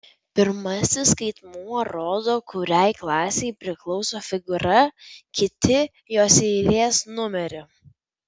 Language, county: Lithuanian, Vilnius